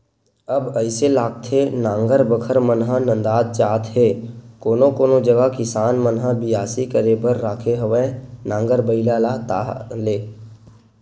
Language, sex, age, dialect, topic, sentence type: Chhattisgarhi, male, 18-24, Western/Budati/Khatahi, agriculture, statement